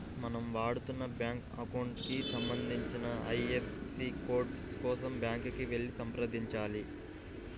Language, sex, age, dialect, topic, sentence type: Telugu, male, 56-60, Central/Coastal, banking, statement